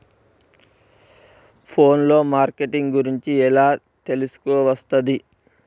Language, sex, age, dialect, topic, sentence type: Telugu, male, 18-24, Telangana, agriculture, question